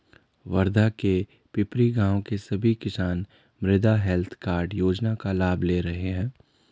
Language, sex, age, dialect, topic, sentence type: Hindi, male, 41-45, Garhwali, agriculture, statement